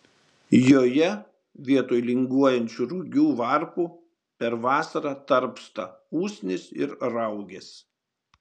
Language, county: Lithuanian, Šiauliai